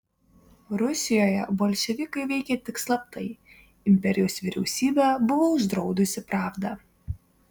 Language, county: Lithuanian, Vilnius